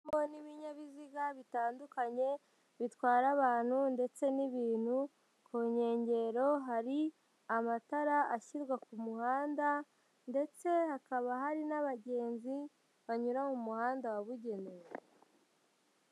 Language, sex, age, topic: Kinyarwanda, male, 18-24, government